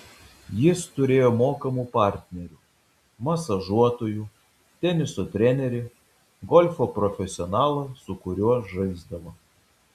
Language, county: Lithuanian, Vilnius